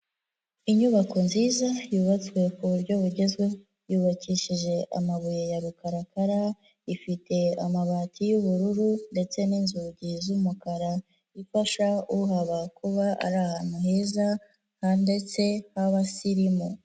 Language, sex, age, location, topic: Kinyarwanda, female, 18-24, Nyagatare, health